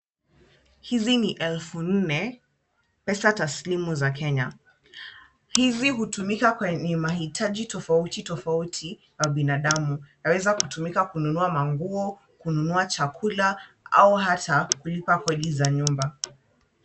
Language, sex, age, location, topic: Swahili, female, 25-35, Kisumu, finance